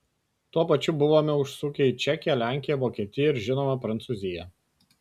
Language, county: Lithuanian, Kaunas